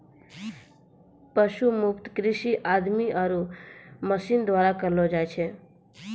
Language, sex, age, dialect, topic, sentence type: Maithili, female, 36-40, Angika, agriculture, statement